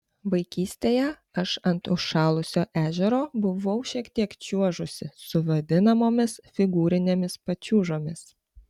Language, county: Lithuanian, Panevėžys